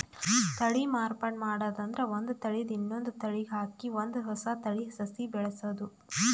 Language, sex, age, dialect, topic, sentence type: Kannada, female, 18-24, Northeastern, agriculture, statement